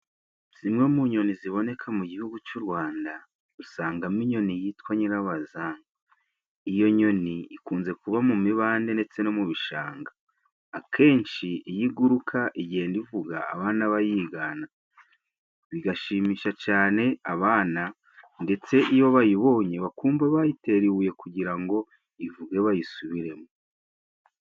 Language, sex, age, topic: Kinyarwanda, male, 36-49, agriculture